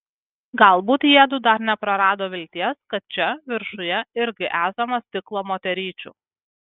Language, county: Lithuanian, Kaunas